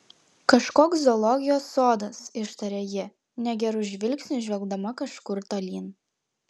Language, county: Lithuanian, Klaipėda